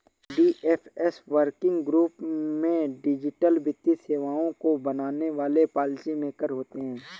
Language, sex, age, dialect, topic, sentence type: Hindi, male, 18-24, Awadhi Bundeli, banking, statement